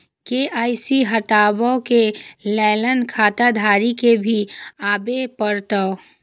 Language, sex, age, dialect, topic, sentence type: Maithili, female, 25-30, Eastern / Thethi, banking, question